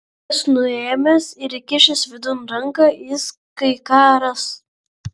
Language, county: Lithuanian, Vilnius